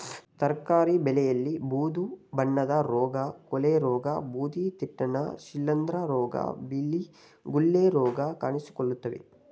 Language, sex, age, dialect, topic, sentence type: Kannada, male, 60-100, Mysore Kannada, agriculture, statement